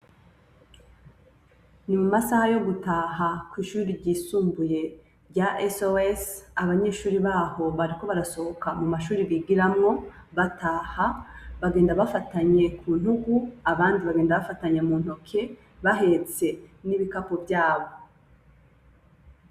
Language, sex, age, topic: Rundi, female, 25-35, education